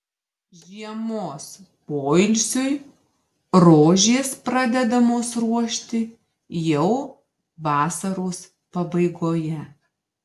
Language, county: Lithuanian, Marijampolė